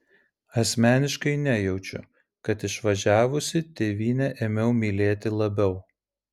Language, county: Lithuanian, Vilnius